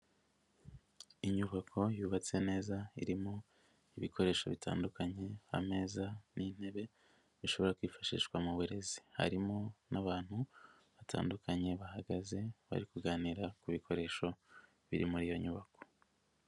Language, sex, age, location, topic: Kinyarwanda, male, 50+, Nyagatare, education